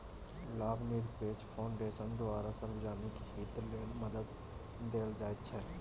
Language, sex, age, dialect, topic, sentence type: Maithili, male, 18-24, Bajjika, banking, statement